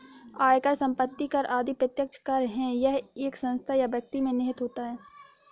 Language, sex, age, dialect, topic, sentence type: Hindi, female, 60-100, Awadhi Bundeli, banking, statement